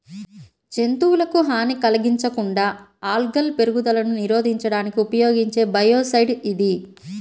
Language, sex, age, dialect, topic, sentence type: Telugu, female, 25-30, Central/Coastal, agriculture, statement